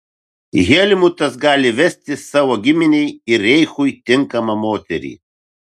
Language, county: Lithuanian, Vilnius